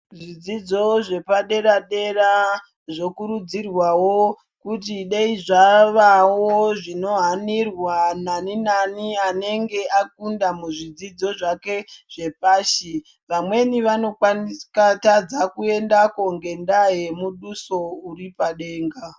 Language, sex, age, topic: Ndau, male, 25-35, education